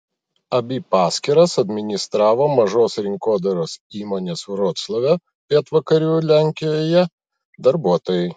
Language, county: Lithuanian, Vilnius